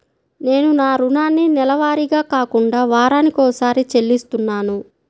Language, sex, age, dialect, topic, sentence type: Telugu, female, 18-24, Central/Coastal, banking, statement